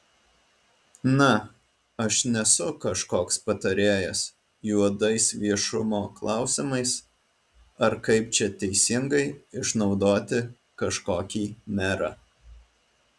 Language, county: Lithuanian, Alytus